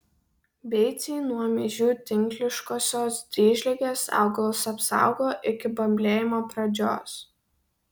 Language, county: Lithuanian, Vilnius